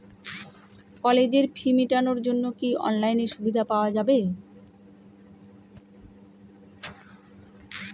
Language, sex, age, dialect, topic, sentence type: Bengali, female, 31-35, Northern/Varendri, banking, question